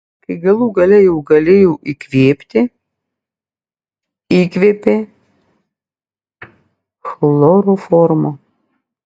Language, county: Lithuanian, Klaipėda